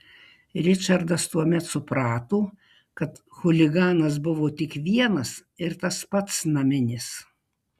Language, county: Lithuanian, Marijampolė